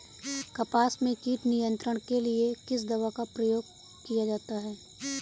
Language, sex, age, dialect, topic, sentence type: Hindi, female, 18-24, Kanauji Braj Bhasha, agriculture, question